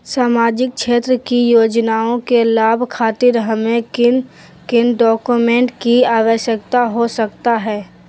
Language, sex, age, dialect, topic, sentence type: Magahi, female, 18-24, Southern, banking, question